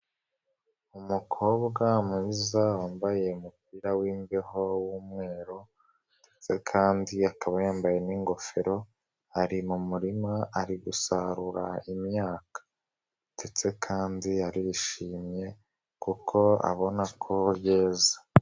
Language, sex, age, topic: Kinyarwanda, male, 18-24, agriculture